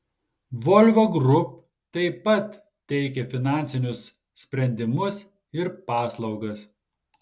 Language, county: Lithuanian, Marijampolė